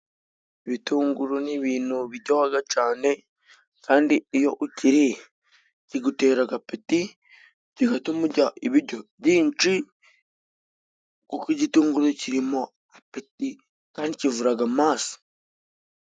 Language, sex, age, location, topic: Kinyarwanda, female, 36-49, Musanze, agriculture